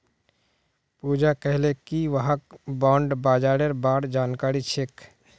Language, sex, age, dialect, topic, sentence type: Magahi, male, 36-40, Northeastern/Surjapuri, banking, statement